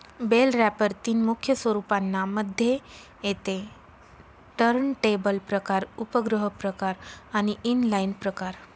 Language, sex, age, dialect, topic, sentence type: Marathi, female, 25-30, Northern Konkan, agriculture, statement